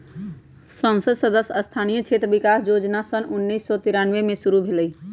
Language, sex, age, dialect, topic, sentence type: Magahi, male, 31-35, Western, banking, statement